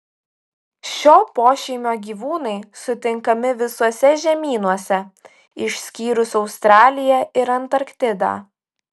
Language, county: Lithuanian, Utena